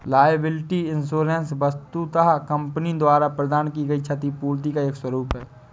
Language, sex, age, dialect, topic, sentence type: Hindi, male, 25-30, Awadhi Bundeli, banking, statement